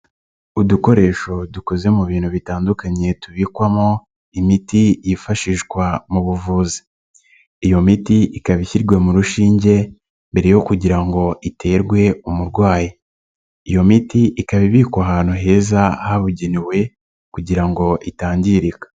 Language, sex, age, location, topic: Kinyarwanda, male, 18-24, Nyagatare, health